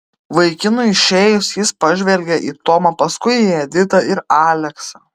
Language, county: Lithuanian, Vilnius